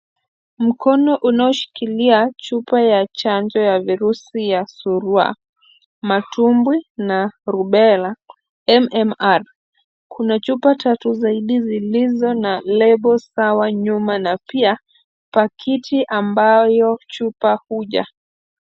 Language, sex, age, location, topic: Swahili, female, 25-35, Kisumu, health